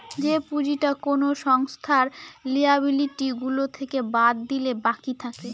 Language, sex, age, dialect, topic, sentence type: Bengali, female, 18-24, Northern/Varendri, banking, statement